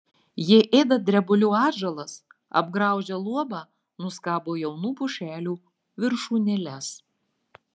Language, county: Lithuanian, Marijampolė